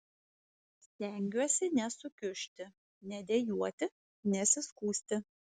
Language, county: Lithuanian, Vilnius